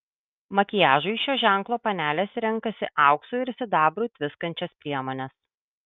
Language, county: Lithuanian, Kaunas